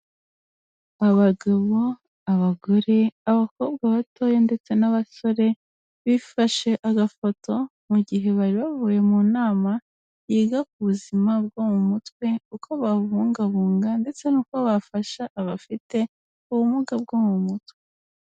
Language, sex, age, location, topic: Kinyarwanda, female, 18-24, Kigali, health